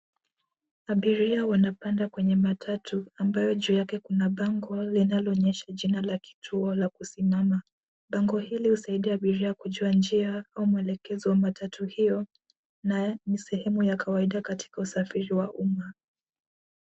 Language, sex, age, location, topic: Swahili, female, 18-24, Nairobi, government